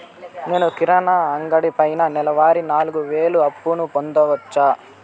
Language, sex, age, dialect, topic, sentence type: Telugu, male, 25-30, Southern, banking, question